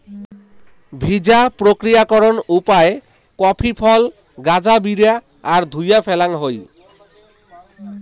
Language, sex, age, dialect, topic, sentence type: Bengali, male, 18-24, Rajbangshi, agriculture, statement